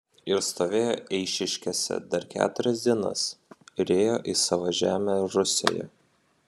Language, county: Lithuanian, Vilnius